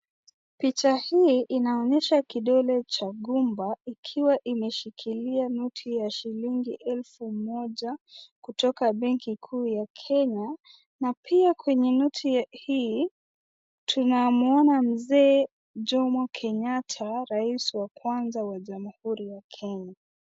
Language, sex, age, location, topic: Swahili, female, 25-35, Nakuru, finance